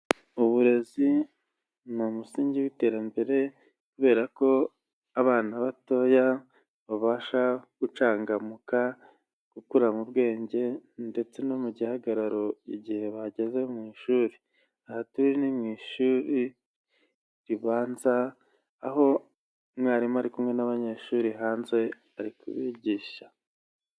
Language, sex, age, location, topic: Kinyarwanda, male, 25-35, Huye, education